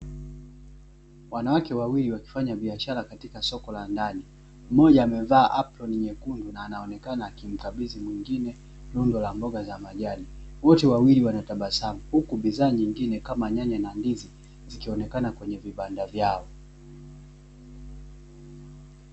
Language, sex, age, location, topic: Swahili, male, 18-24, Dar es Salaam, finance